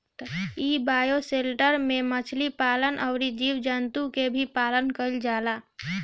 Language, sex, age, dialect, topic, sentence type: Bhojpuri, female, 25-30, Northern, agriculture, statement